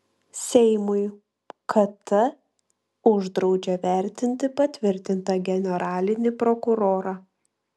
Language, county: Lithuanian, Klaipėda